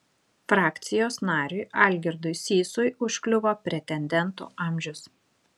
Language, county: Lithuanian, Šiauliai